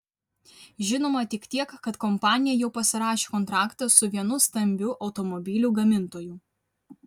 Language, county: Lithuanian, Vilnius